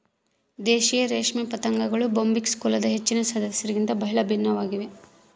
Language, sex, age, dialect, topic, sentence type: Kannada, female, 51-55, Central, agriculture, statement